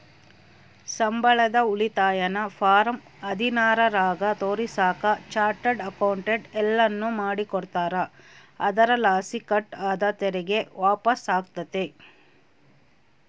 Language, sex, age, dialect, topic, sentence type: Kannada, female, 36-40, Central, banking, statement